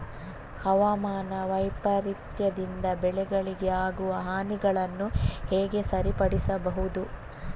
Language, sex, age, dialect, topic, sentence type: Kannada, female, 18-24, Coastal/Dakshin, agriculture, question